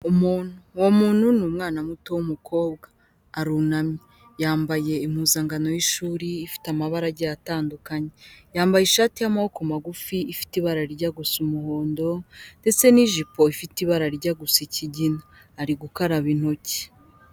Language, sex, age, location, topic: Kinyarwanda, female, 18-24, Kigali, health